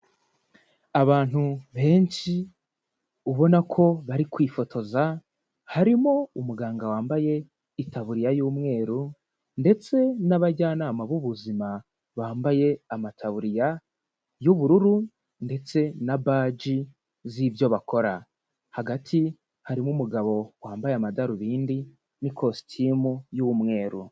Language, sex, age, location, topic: Kinyarwanda, male, 18-24, Huye, health